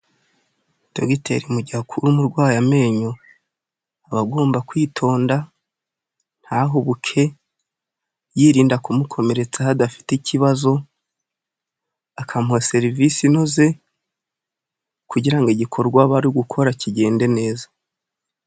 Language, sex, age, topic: Kinyarwanda, male, 18-24, health